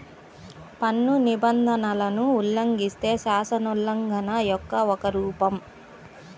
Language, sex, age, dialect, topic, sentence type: Telugu, female, 31-35, Central/Coastal, banking, statement